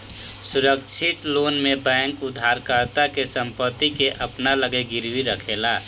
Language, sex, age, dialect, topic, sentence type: Bhojpuri, male, 18-24, Southern / Standard, banking, statement